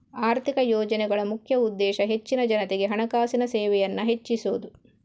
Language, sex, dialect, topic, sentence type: Kannada, female, Coastal/Dakshin, banking, statement